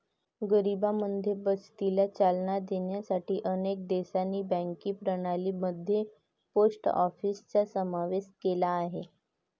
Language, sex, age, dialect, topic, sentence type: Marathi, female, 18-24, Varhadi, banking, statement